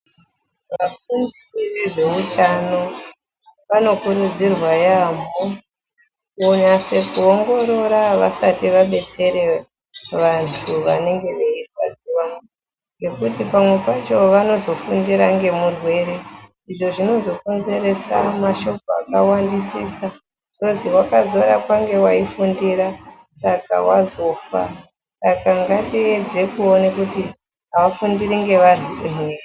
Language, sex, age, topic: Ndau, female, 36-49, education